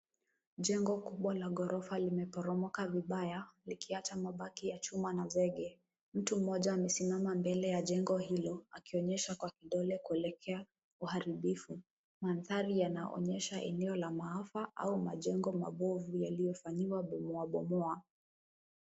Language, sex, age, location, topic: Swahili, female, 18-24, Kisumu, health